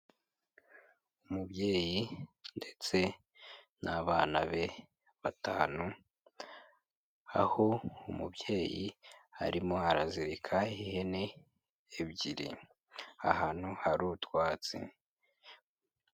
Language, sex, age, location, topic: Kinyarwanda, female, 18-24, Kigali, agriculture